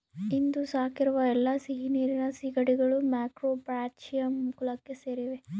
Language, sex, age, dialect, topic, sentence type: Kannada, female, 25-30, Central, agriculture, statement